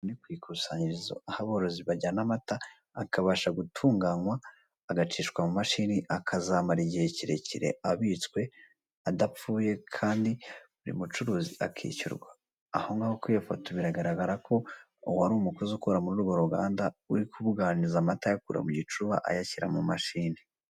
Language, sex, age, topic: Kinyarwanda, male, 18-24, finance